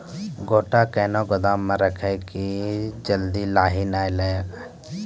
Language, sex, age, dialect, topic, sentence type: Maithili, male, 18-24, Angika, agriculture, question